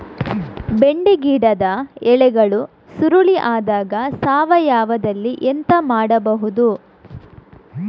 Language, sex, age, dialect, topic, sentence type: Kannada, female, 46-50, Coastal/Dakshin, agriculture, question